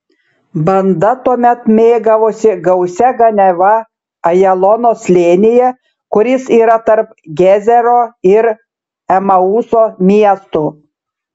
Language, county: Lithuanian, Šiauliai